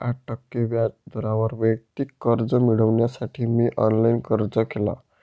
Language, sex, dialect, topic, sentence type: Marathi, male, Northern Konkan, banking, statement